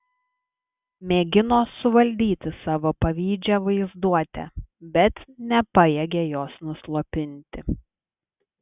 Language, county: Lithuanian, Klaipėda